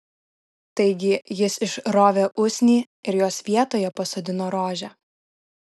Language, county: Lithuanian, Vilnius